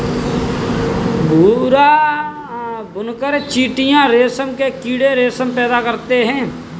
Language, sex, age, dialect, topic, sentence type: Hindi, male, 18-24, Kanauji Braj Bhasha, agriculture, statement